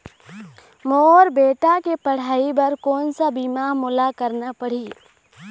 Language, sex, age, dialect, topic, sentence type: Chhattisgarhi, female, 18-24, Eastern, banking, question